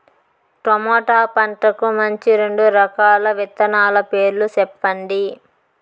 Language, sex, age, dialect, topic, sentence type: Telugu, female, 25-30, Southern, agriculture, question